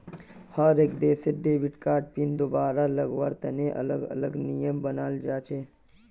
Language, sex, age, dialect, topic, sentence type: Magahi, male, 18-24, Northeastern/Surjapuri, banking, statement